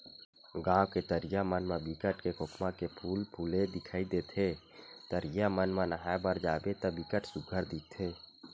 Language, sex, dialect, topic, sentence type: Chhattisgarhi, male, Western/Budati/Khatahi, agriculture, statement